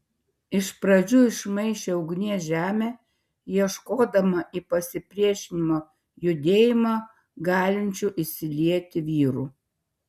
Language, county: Lithuanian, Šiauliai